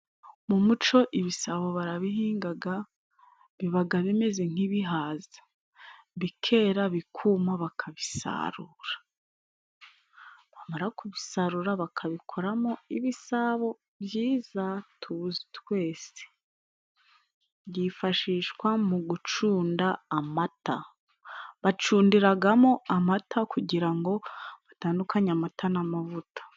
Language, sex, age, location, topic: Kinyarwanda, female, 25-35, Musanze, government